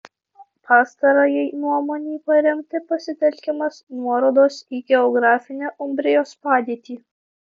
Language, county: Lithuanian, Alytus